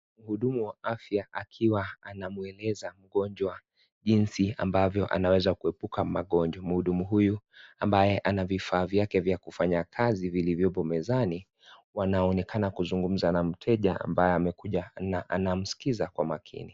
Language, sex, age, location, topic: Swahili, male, 25-35, Kisii, health